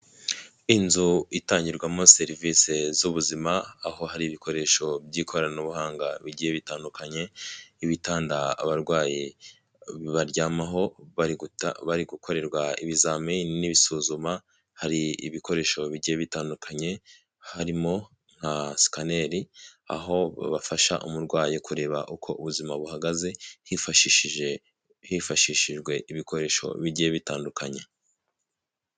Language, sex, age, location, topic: Kinyarwanda, male, 18-24, Huye, health